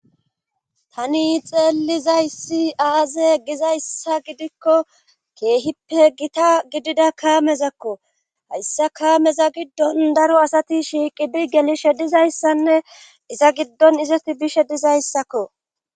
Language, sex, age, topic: Gamo, female, 25-35, government